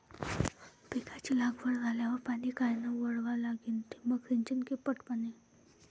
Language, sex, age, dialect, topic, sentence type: Marathi, female, 41-45, Varhadi, agriculture, question